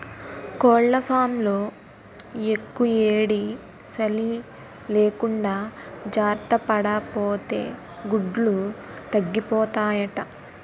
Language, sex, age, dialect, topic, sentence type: Telugu, female, 18-24, Utterandhra, agriculture, statement